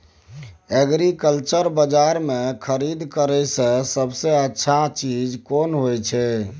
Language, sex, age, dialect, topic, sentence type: Maithili, male, 25-30, Bajjika, agriculture, question